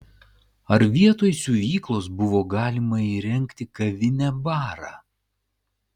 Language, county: Lithuanian, Klaipėda